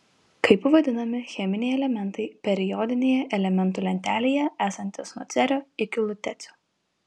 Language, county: Lithuanian, Vilnius